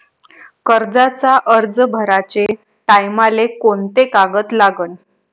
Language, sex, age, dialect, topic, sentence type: Marathi, female, 25-30, Varhadi, banking, question